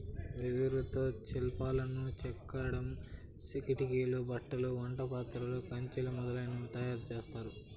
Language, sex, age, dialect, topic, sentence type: Telugu, female, 18-24, Southern, agriculture, statement